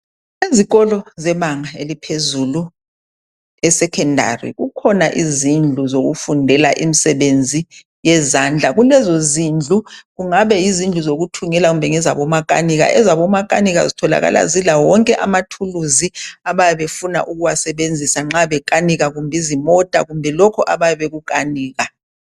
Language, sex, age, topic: North Ndebele, male, 36-49, education